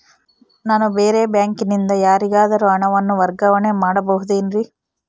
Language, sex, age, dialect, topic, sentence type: Kannada, female, 18-24, Central, banking, statement